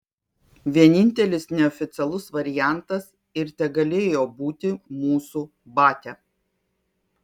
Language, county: Lithuanian, Kaunas